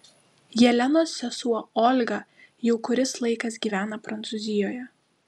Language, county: Lithuanian, Klaipėda